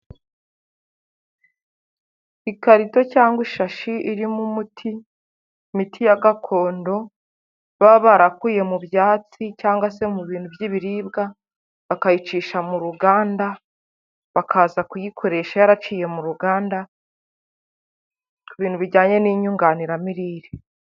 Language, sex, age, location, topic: Kinyarwanda, female, 25-35, Huye, health